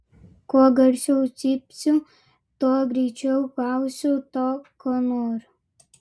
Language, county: Lithuanian, Vilnius